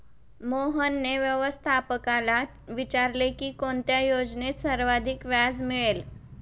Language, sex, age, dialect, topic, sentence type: Marathi, female, 25-30, Standard Marathi, banking, statement